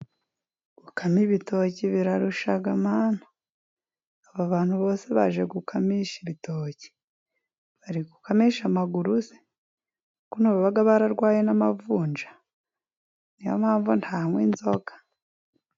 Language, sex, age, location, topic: Kinyarwanda, female, 25-35, Musanze, government